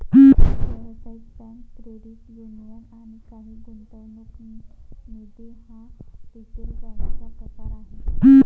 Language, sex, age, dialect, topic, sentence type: Marathi, female, 18-24, Varhadi, banking, statement